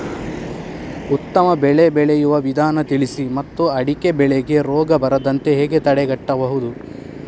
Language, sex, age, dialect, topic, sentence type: Kannada, male, 18-24, Coastal/Dakshin, agriculture, question